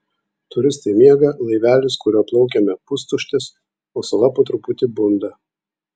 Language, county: Lithuanian, Vilnius